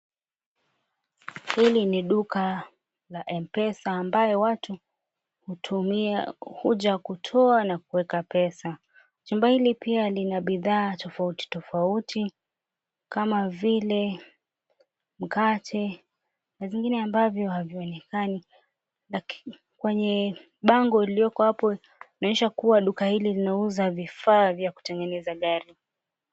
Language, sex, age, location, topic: Swahili, female, 25-35, Mombasa, finance